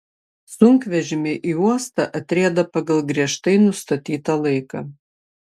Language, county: Lithuanian, Klaipėda